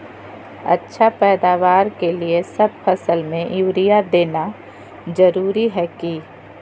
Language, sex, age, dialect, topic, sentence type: Magahi, female, 31-35, Southern, agriculture, question